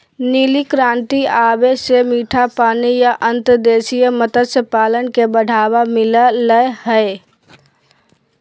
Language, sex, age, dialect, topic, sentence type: Magahi, female, 18-24, Southern, agriculture, statement